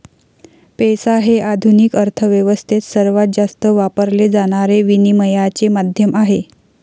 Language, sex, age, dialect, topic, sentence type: Marathi, female, 51-55, Varhadi, banking, statement